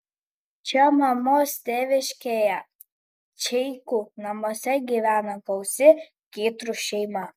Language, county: Lithuanian, Kaunas